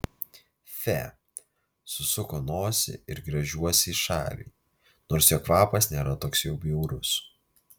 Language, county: Lithuanian, Vilnius